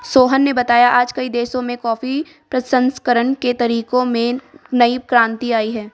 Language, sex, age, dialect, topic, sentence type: Hindi, female, 18-24, Marwari Dhudhari, agriculture, statement